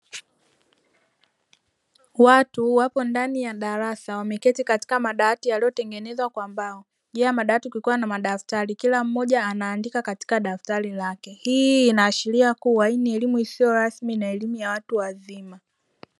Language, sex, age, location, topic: Swahili, female, 25-35, Dar es Salaam, education